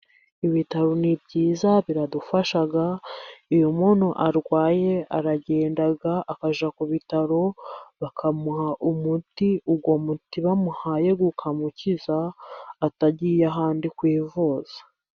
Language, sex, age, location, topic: Kinyarwanda, female, 18-24, Musanze, health